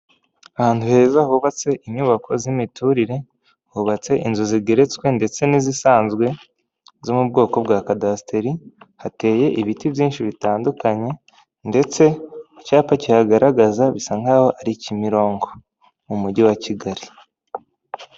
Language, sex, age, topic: Kinyarwanda, male, 18-24, government